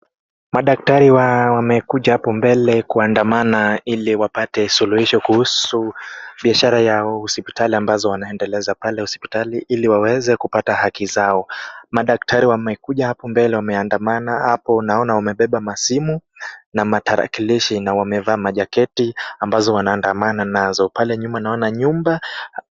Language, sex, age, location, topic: Swahili, male, 18-24, Kisumu, health